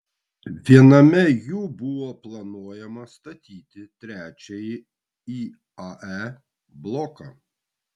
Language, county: Lithuanian, Vilnius